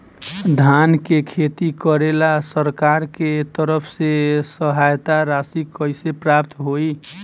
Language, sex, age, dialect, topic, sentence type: Bhojpuri, male, 18-24, Southern / Standard, agriculture, question